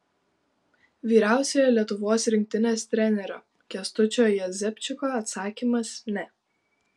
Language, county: Lithuanian, Šiauliai